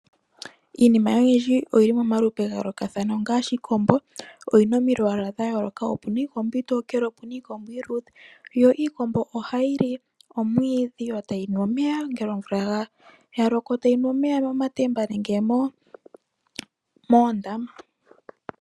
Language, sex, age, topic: Oshiwambo, female, 18-24, agriculture